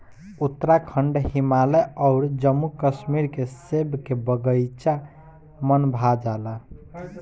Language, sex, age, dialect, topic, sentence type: Bhojpuri, male, 18-24, Southern / Standard, agriculture, statement